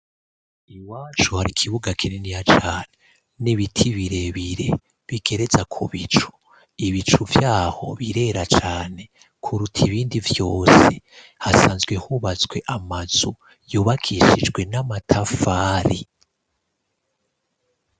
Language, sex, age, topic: Rundi, male, 25-35, education